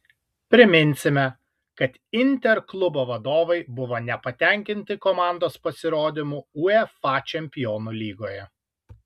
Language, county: Lithuanian, Kaunas